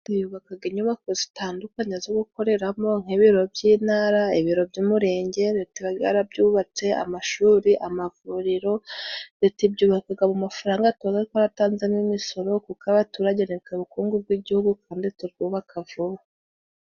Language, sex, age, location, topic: Kinyarwanda, female, 25-35, Musanze, government